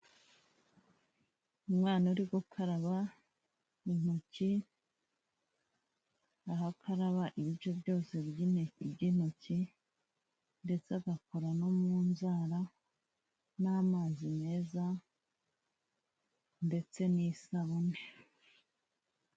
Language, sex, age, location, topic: Kinyarwanda, female, 25-35, Huye, health